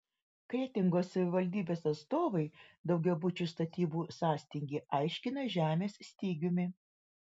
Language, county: Lithuanian, Vilnius